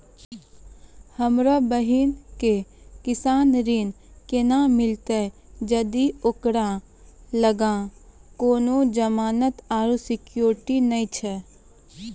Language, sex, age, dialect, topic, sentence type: Maithili, female, 18-24, Angika, agriculture, statement